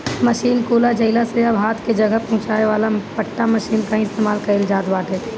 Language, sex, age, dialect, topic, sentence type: Bhojpuri, female, 18-24, Northern, agriculture, statement